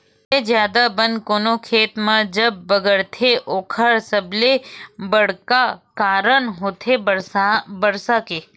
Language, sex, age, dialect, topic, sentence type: Chhattisgarhi, female, 36-40, Western/Budati/Khatahi, agriculture, statement